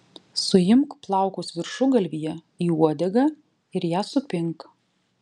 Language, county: Lithuanian, Vilnius